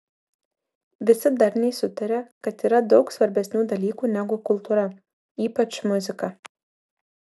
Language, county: Lithuanian, Vilnius